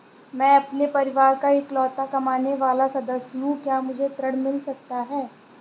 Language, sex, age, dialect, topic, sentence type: Hindi, female, 25-30, Awadhi Bundeli, banking, question